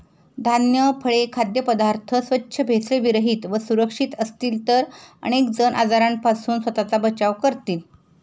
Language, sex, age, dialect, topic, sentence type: Marathi, female, 51-55, Standard Marathi, agriculture, statement